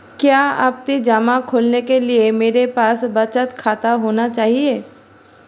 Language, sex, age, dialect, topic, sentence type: Hindi, female, 36-40, Marwari Dhudhari, banking, question